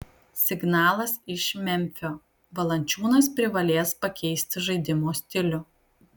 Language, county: Lithuanian, Kaunas